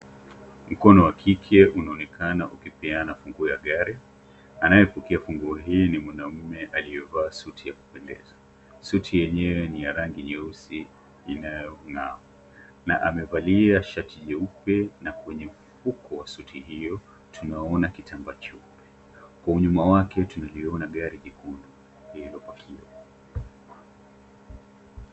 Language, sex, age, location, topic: Swahili, male, 25-35, Nairobi, finance